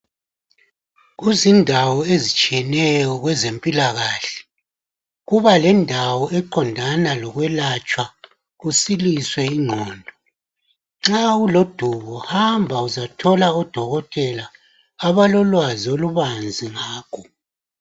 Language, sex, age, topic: North Ndebele, male, 50+, health